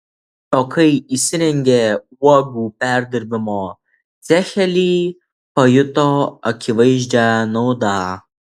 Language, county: Lithuanian, Alytus